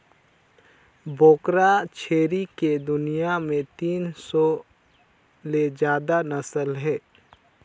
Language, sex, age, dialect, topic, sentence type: Chhattisgarhi, male, 56-60, Northern/Bhandar, agriculture, statement